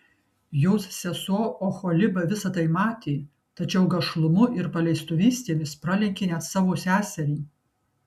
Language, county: Lithuanian, Kaunas